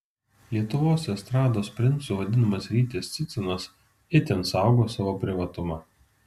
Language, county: Lithuanian, Alytus